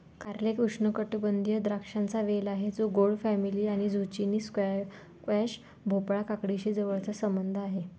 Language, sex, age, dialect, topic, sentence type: Marathi, female, 18-24, Varhadi, agriculture, statement